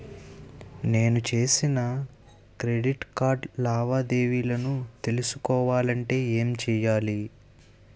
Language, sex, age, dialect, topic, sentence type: Telugu, male, 18-24, Utterandhra, banking, question